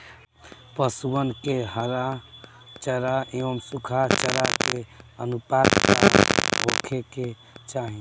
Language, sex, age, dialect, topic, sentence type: Bhojpuri, male, <18, Northern, agriculture, question